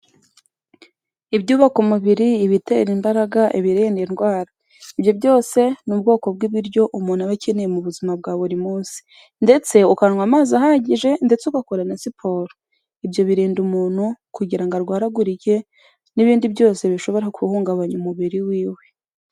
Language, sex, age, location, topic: Kinyarwanda, female, 18-24, Kigali, health